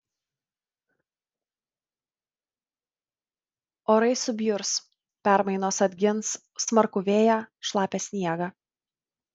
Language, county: Lithuanian, Vilnius